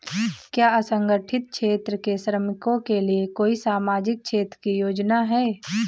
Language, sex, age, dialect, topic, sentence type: Hindi, female, 18-24, Marwari Dhudhari, banking, question